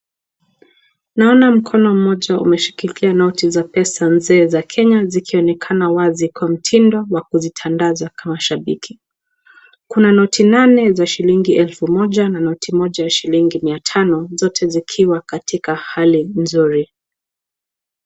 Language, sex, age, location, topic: Swahili, female, 18-24, Nakuru, finance